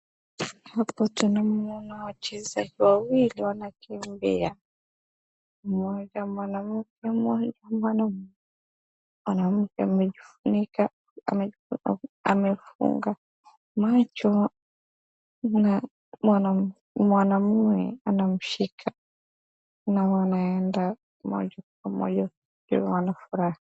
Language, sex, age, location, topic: Swahili, female, 36-49, Wajir, education